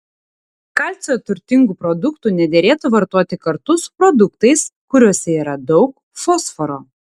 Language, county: Lithuanian, Tauragė